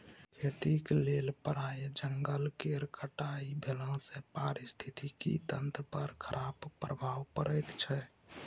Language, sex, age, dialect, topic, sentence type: Maithili, male, 18-24, Bajjika, agriculture, statement